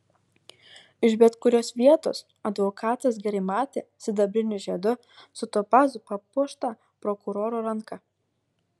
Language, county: Lithuanian, Kaunas